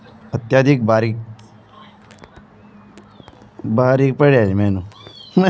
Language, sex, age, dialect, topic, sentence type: Hindi, male, 25-30, Garhwali, agriculture, question